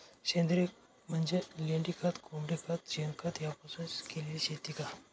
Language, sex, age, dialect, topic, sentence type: Marathi, male, 18-24, Northern Konkan, agriculture, question